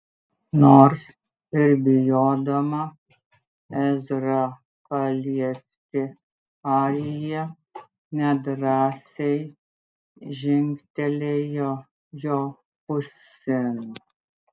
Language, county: Lithuanian, Klaipėda